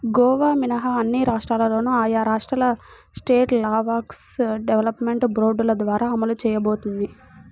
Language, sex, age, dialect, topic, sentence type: Telugu, female, 18-24, Central/Coastal, agriculture, statement